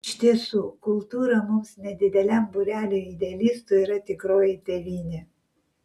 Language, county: Lithuanian, Vilnius